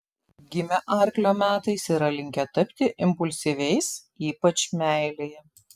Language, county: Lithuanian, Telšiai